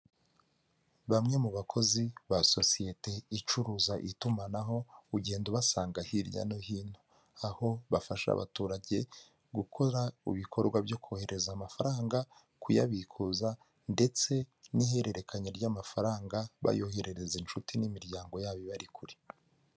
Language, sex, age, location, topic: Kinyarwanda, male, 25-35, Kigali, finance